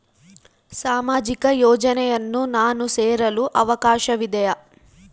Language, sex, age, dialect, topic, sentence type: Kannada, female, 18-24, Central, banking, question